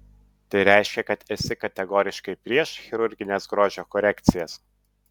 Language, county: Lithuanian, Utena